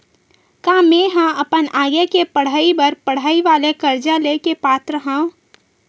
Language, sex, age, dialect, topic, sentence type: Chhattisgarhi, female, 18-24, Western/Budati/Khatahi, banking, statement